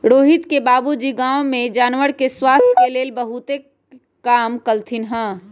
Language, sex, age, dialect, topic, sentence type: Magahi, female, 31-35, Western, agriculture, statement